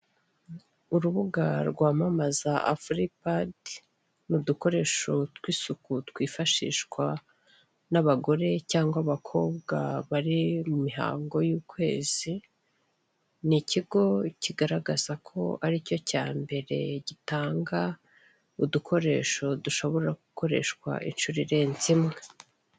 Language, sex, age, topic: Kinyarwanda, male, 36-49, finance